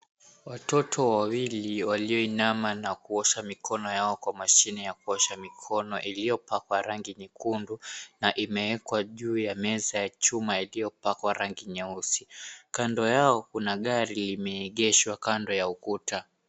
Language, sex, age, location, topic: Swahili, male, 18-24, Mombasa, health